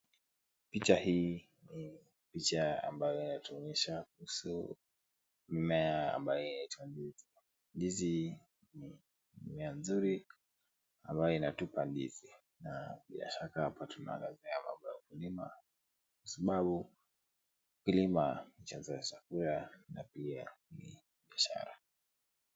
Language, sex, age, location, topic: Swahili, male, 18-24, Kisumu, agriculture